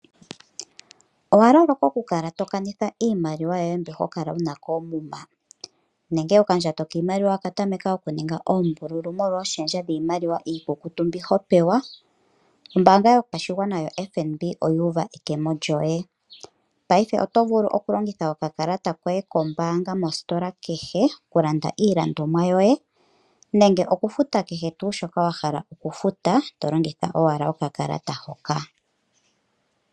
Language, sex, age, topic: Oshiwambo, female, 25-35, finance